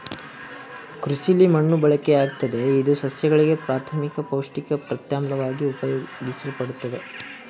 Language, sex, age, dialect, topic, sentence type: Kannada, male, 18-24, Mysore Kannada, agriculture, statement